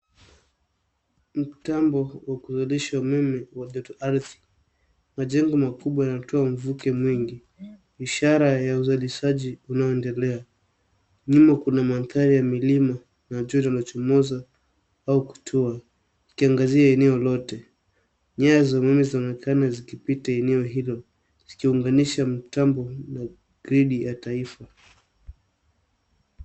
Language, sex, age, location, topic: Swahili, male, 18-24, Nairobi, government